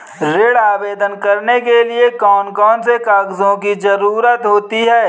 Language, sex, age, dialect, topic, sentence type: Hindi, male, 25-30, Kanauji Braj Bhasha, banking, question